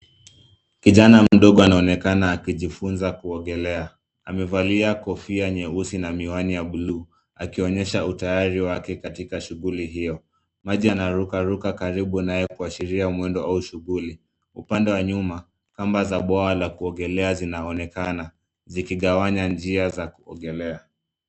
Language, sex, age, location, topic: Swahili, male, 25-35, Nairobi, education